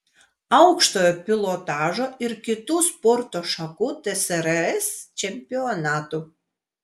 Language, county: Lithuanian, Vilnius